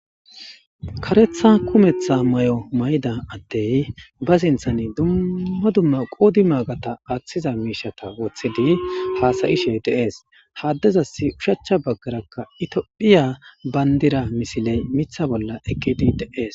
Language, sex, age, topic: Gamo, male, 25-35, government